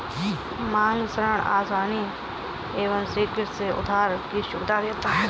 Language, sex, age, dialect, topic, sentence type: Hindi, female, 31-35, Kanauji Braj Bhasha, banking, statement